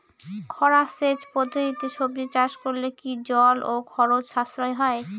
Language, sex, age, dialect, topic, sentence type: Bengali, female, 18-24, Northern/Varendri, agriculture, question